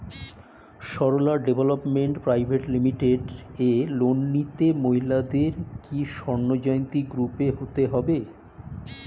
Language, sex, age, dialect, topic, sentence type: Bengali, male, 51-55, Standard Colloquial, banking, question